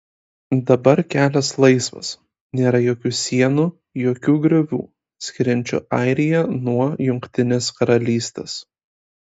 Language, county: Lithuanian, Kaunas